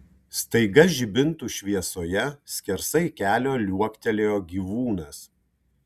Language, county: Lithuanian, Kaunas